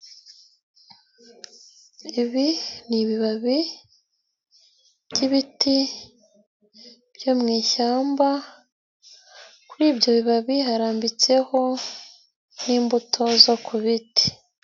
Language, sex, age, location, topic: Kinyarwanda, female, 18-24, Nyagatare, health